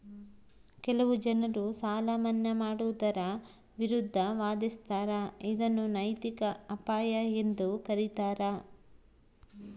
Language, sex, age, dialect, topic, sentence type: Kannada, female, 36-40, Central, banking, statement